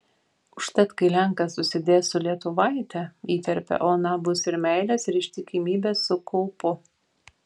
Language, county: Lithuanian, Vilnius